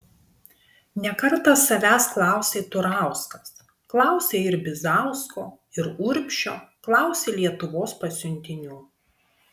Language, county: Lithuanian, Vilnius